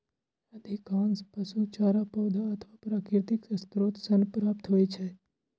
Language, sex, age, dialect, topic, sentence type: Maithili, male, 18-24, Eastern / Thethi, agriculture, statement